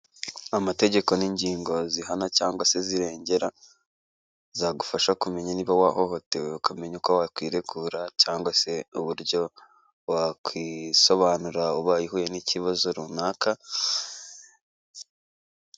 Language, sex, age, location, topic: Kinyarwanda, male, 18-24, Kigali, government